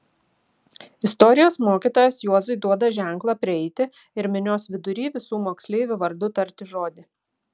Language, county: Lithuanian, Šiauliai